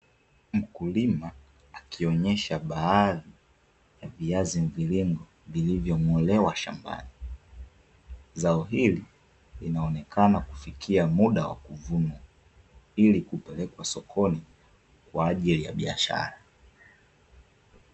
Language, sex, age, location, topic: Swahili, male, 25-35, Dar es Salaam, agriculture